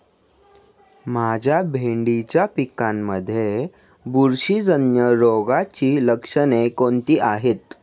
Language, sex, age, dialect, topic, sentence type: Marathi, male, 18-24, Standard Marathi, agriculture, question